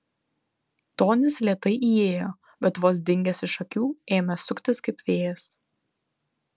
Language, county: Lithuanian, Vilnius